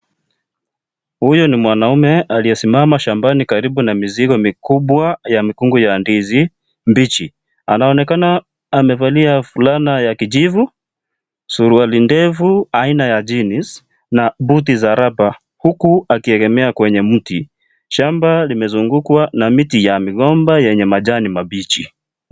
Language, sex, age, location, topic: Swahili, male, 25-35, Kisii, agriculture